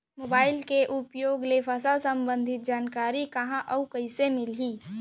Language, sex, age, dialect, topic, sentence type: Chhattisgarhi, female, 46-50, Central, agriculture, question